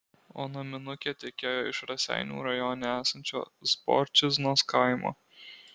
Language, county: Lithuanian, Alytus